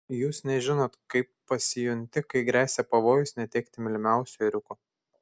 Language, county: Lithuanian, Šiauliai